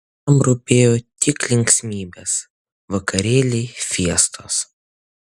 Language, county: Lithuanian, Utena